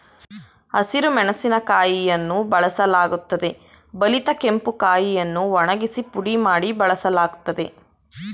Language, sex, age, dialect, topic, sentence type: Kannada, female, 18-24, Mysore Kannada, agriculture, statement